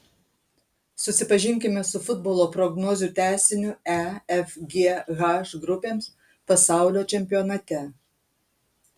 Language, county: Lithuanian, Kaunas